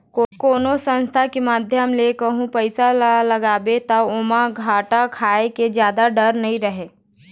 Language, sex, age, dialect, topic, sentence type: Chhattisgarhi, female, 18-24, Eastern, banking, statement